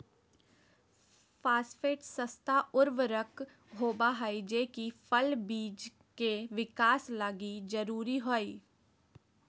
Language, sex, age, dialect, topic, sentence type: Magahi, female, 18-24, Southern, agriculture, statement